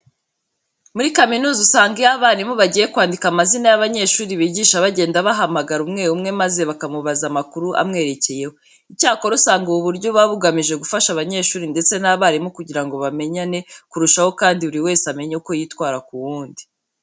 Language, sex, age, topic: Kinyarwanda, female, 18-24, education